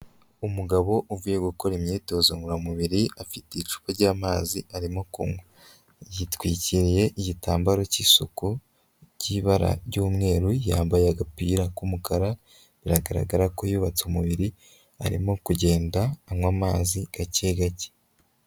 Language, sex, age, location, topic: Kinyarwanda, female, 25-35, Huye, health